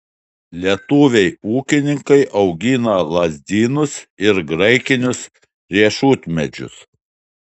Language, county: Lithuanian, Šiauliai